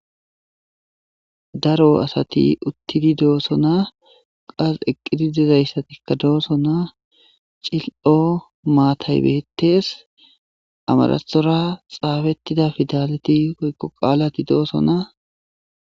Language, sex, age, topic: Gamo, male, 25-35, government